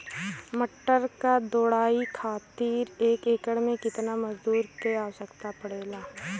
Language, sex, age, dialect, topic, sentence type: Bhojpuri, female, 18-24, Western, agriculture, question